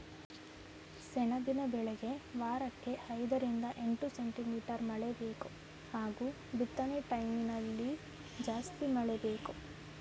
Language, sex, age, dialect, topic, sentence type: Kannada, female, 18-24, Mysore Kannada, agriculture, statement